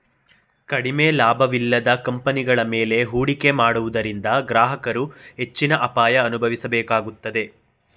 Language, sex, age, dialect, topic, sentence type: Kannada, male, 18-24, Mysore Kannada, banking, statement